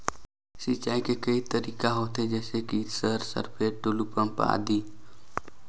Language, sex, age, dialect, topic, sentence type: Chhattisgarhi, male, 18-24, Northern/Bhandar, agriculture, question